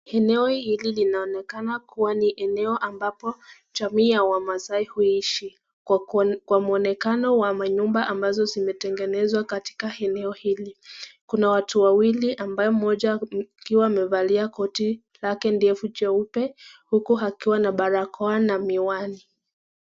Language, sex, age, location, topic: Swahili, female, 25-35, Nakuru, health